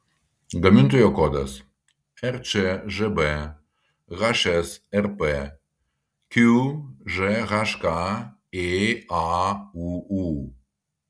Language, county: Lithuanian, Kaunas